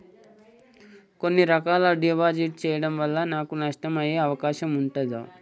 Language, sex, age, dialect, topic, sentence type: Telugu, male, 51-55, Telangana, banking, question